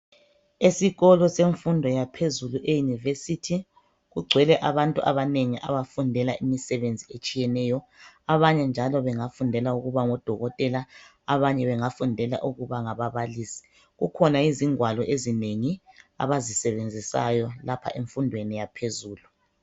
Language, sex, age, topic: North Ndebele, female, 36-49, education